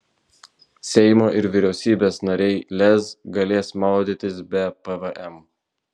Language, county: Lithuanian, Vilnius